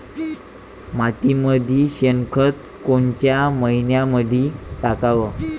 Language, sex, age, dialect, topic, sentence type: Marathi, male, 18-24, Varhadi, agriculture, question